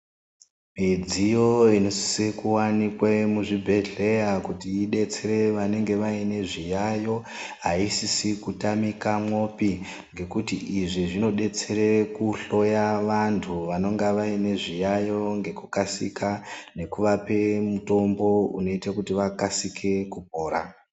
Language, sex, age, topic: Ndau, male, 36-49, health